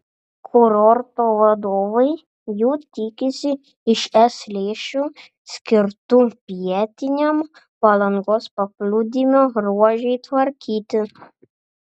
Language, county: Lithuanian, Panevėžys